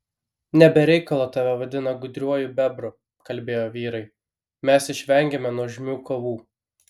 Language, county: Lithuanian, Kaunas